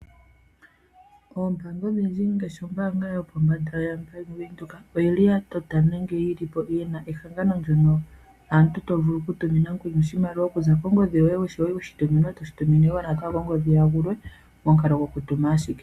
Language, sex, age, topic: Oshiwambo, female, 25-35, finance